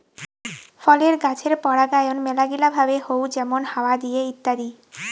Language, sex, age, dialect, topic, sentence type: Bengali, female, 18-24, Rajbangshi, agriculture, statement